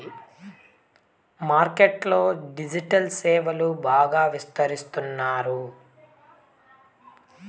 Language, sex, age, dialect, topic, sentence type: Telugu, male, 18-24, Southern, banking, statement